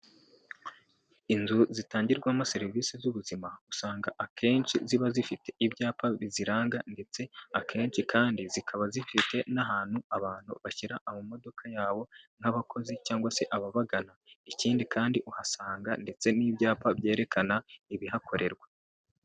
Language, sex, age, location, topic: Kinyarwanda, male, 18-24, Kigali, health